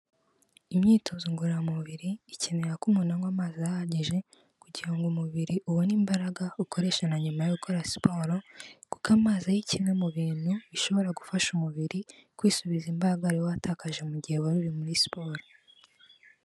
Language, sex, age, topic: Kinyarwanda, female, 18-24, health